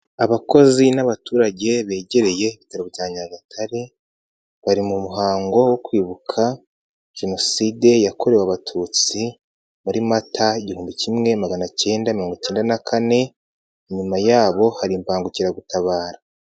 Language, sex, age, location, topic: Kinyarwanda, male, 18-24, Nyagatare, health